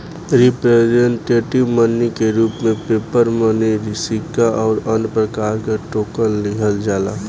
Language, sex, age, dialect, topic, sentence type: Bhojpuri, male, 18-24, Southern / Standard, banking, statement